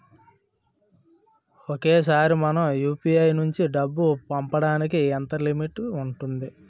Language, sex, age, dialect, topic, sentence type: Telugu, male, 36-40, Utterandhra, banking, question